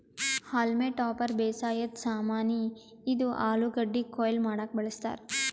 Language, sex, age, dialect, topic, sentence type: Kannada, female, 18-24, Northeastern, agriculture, statement